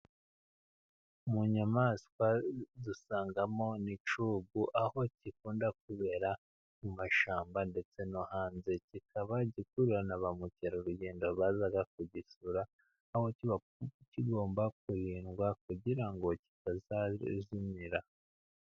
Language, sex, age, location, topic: Kinyarwanda, male, 36-49, Musanze, agriculture